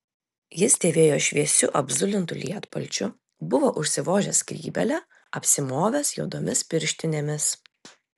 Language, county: Lithuanian, Telšiai